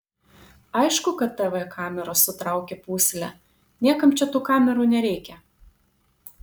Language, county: Lithuanian, Panevėžys